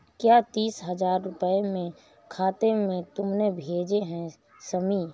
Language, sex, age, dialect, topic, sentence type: Hindi, female, 31-35, Awadhi Bundeli, banking, statement